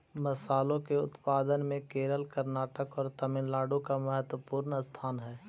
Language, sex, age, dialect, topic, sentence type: Magahi, male, 25-30, Central/Standard, agriculture, statement